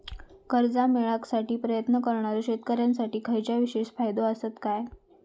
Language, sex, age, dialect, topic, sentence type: Marathi, female, 25-30, Southern Konkan, agriculture, statement